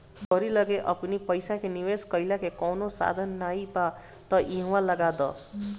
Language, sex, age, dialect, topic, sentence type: Bhojpuri, male, 25-30, Northern, banking, statement